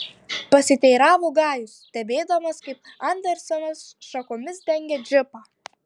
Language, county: Lithuanian, Tauragė